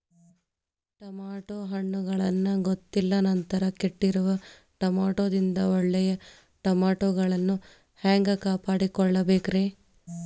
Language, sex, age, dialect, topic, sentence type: Kannada, female, 25-30, Dharwad Kannada, agriculture, question